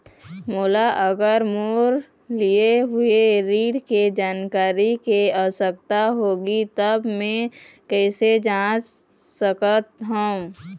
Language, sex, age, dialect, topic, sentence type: Chhattisgarhi, female, 18-24, Eastern, banking, question